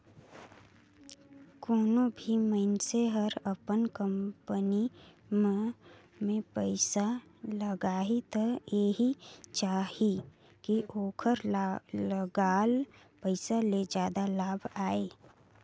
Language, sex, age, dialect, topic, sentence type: Chhattisgarhi, female, 56-60, Northern/Bhandar, banking, statement